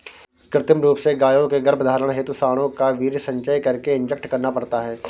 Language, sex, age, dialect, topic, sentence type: Hindi, male, 46-50, Awadhi Bundeli, agriculture, statement